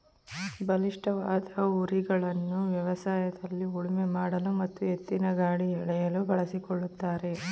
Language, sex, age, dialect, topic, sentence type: Kannada, female, 31-35, Mysore Kannada, agriculture, statement